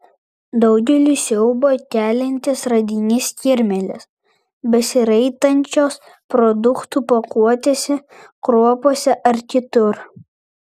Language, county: Lithuanian, Vilnius